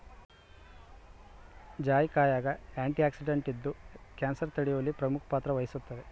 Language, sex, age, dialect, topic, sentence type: Kannada, male, 25-30, Central, agriculture, statement